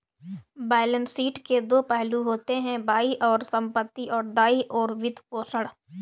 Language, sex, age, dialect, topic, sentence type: Hindi, female, 18-24, Awadhi Bundeli, banking, statement